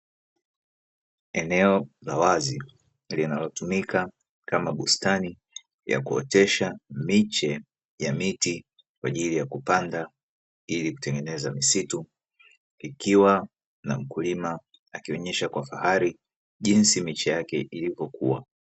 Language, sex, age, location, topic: Swahili, male, 36-49, Dar es Salaam, agriculture